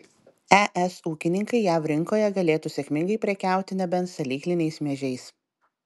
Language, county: Lithuanian, Telšiai